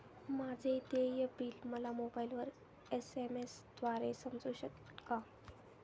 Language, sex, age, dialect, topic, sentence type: Marathi, female, 18-24, Standard Marathi, banking, question